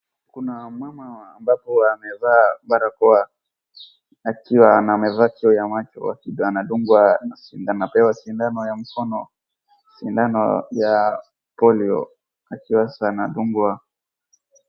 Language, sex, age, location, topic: Swahili, female, 36-49, Wajir, health